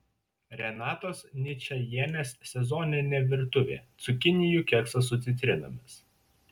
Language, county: Lithuanian, Šiauliai